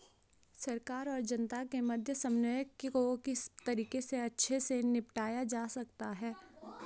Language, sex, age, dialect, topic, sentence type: Hindi, female, 18-24, Garhwali, banking, question